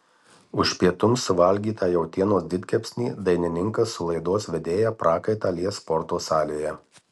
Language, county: Lithuanian, Marijampolė